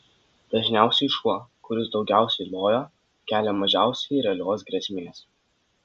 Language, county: Lithuanian, Vilnius